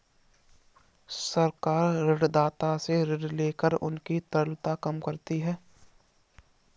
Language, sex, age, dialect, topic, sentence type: Hindi, male, 51-55, Kanauji Braj Bhasha, banking, statement